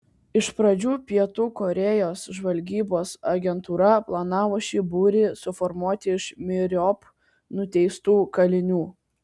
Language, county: Lithuanian, Kaunas